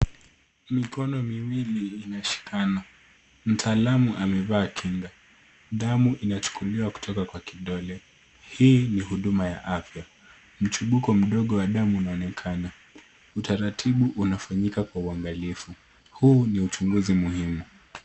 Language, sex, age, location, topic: Swahili, female, 18-24, Nairobi, health